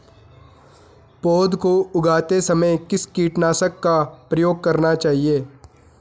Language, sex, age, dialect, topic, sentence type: Hindi, male, 18-24, Garhwali, agriculture, question